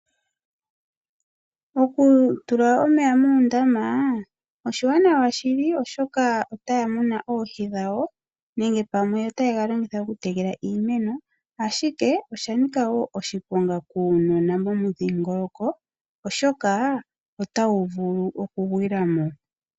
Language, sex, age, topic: Oshiwambo, female, 25-35, agriculture